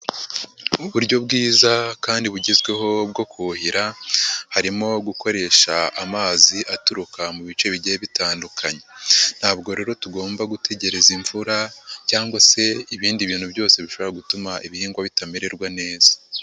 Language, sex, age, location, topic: Kinyarwanda, female, 50+, Nyagatare, agriculture